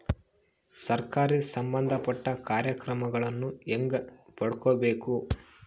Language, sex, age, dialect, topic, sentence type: Kannada, male, 25-30, Central, banking, question